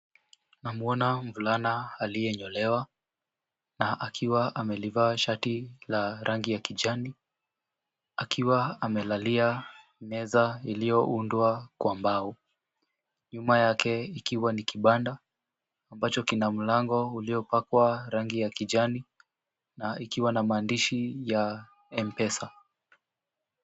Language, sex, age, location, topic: Swahili, male, 18-24, Kisumu, finance